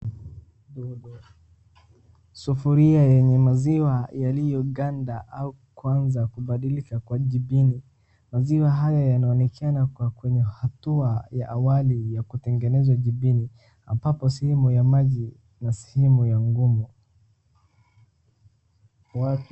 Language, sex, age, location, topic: Swahili, male, 36-49, Wajir, agriculture